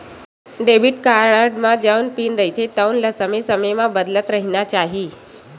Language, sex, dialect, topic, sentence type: Chhattisgarhi, female, Western/Budati/Khatahi, banking, statement